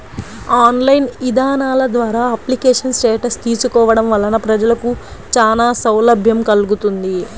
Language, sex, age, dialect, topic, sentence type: Telugu, female, 36-40, Central/Coastal, banking, statement